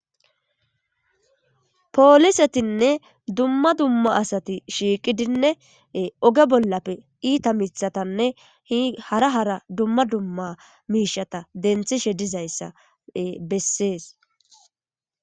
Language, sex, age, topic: Gamo, female, 25-35, government